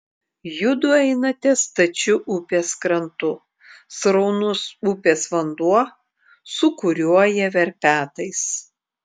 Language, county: Lithuanian, Klaipėda